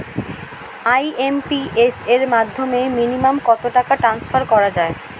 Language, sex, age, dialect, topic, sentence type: Bengali, female, 18-24, Standard Colloquial, banking, question